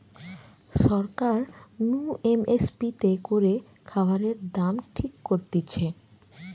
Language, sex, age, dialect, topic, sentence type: Bengali, female, 25-30, Western, agriculture, statement